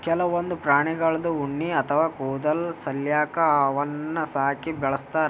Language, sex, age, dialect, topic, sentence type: Kannada, male, 18-24, Northeastern, agriculture, statement